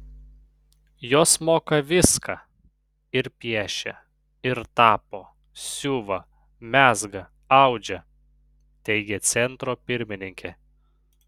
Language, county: Lithuanian, Panevėžys